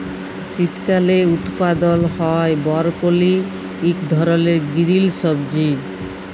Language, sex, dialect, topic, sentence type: Bengali, female, Jharkhandi, agriculture, statement